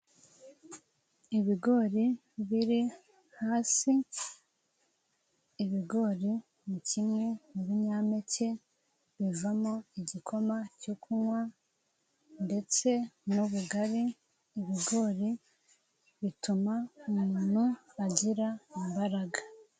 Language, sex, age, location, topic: Kinyarwanda, female, 18-24, Nyagatare, agriculture